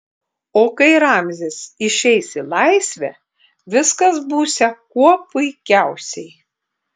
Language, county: Lithuanian, Klaipėda